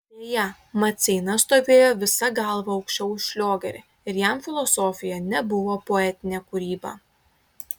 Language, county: Lithuanian, Klaipėda